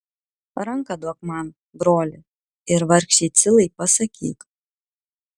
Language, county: Lithuanian, Kaunas